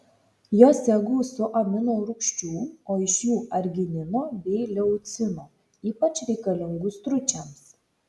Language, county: Lithuanian, Šiauliai